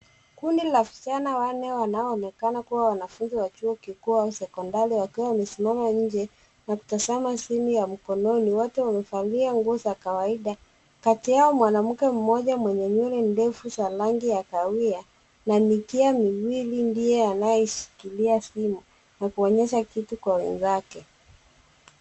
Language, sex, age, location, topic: Swahili, female, 36-49, Nairobi, education